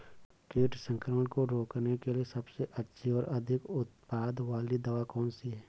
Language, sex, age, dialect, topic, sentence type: Hindi, male, 18-24, Awadhi Bundeli, agriculture, question